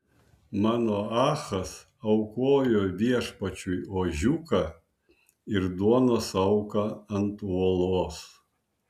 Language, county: Lithuanian, Vilnius